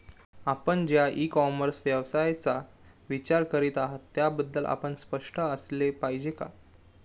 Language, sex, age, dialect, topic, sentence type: Marathi, male, 18-24, Standard Marathi, agriculture, question